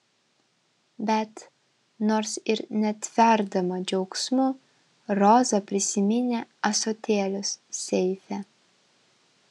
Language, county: Lithuanian, Vilnius